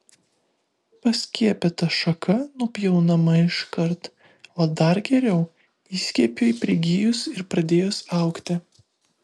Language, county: Lithuanian, Vilnius